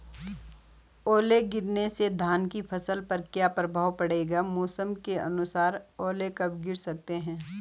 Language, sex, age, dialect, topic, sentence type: Hindi, female, 41-45, Garhwali, agriculture, question